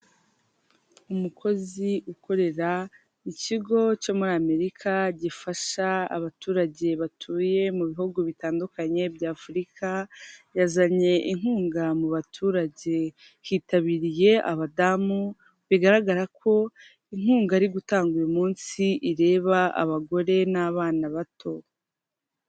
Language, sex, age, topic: Kinyarwanda, female, 25-35, finance